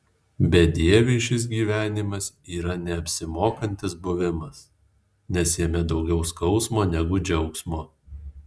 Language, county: Lithuanian, Alytus